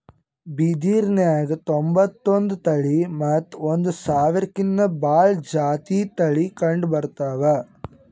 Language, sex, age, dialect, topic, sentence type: Kannada, female, 25-30, Northeastern, agriculture, statement